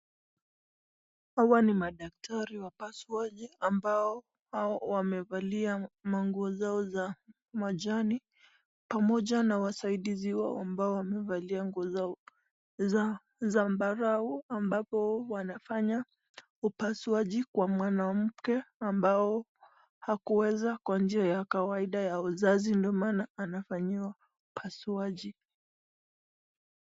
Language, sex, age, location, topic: Swahili, female, 25-35, Nakuru, health